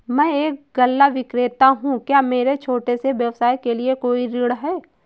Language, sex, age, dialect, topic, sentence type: Hindi, female, 25-30, Awadhi Bundeli, banking, question